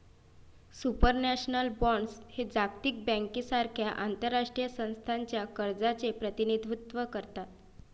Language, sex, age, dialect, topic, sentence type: Marathi, female, 25-30, Varhadi, banking, statement